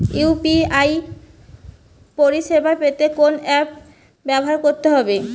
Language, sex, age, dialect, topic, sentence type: Bengali, female, 18-24, Western, banking, question